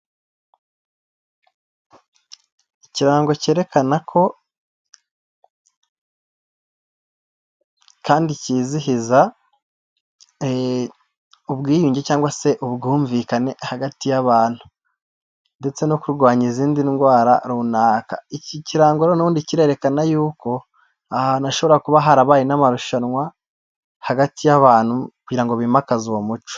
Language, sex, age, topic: Kinyarwanda, male, 18-24, health